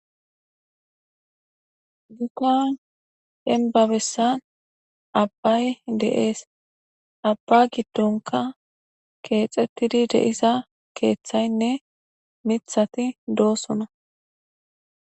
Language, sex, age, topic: Gamo, female, 18-24, government